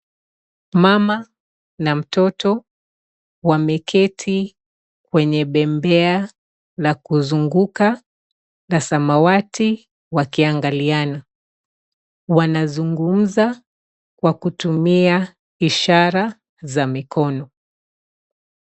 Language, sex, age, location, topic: Swahili, female, 36-49, Nairobi, education